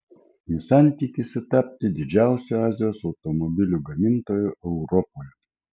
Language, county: Lithuanian, Kaunas